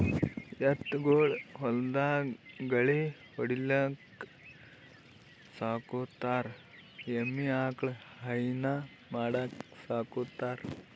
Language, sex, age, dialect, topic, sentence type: Kannada, male, 18-24, Northeastern, agriculture, statement